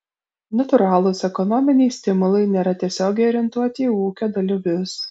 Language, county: Lithuanian, Kaunas